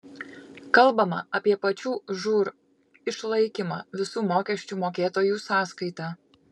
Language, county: Lithuanian, Kaunas